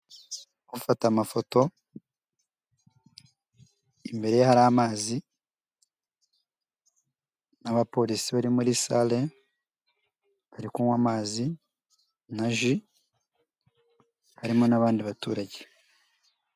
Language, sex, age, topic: Kinyarwanda, male, 18-24, government